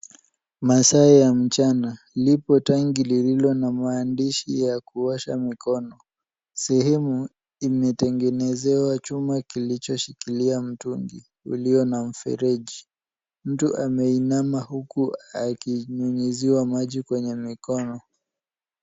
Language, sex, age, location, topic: Swahili, male, 18-24, Nairobi, health